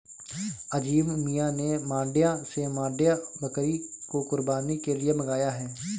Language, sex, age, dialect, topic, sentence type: Hindi, male, 25-30, Awadhi Bundeli, agriculture, statement